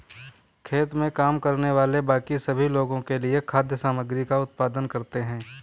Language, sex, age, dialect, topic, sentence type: Hindi, male, 25-30, Kanauji Braj Bhasha, agriculture, statement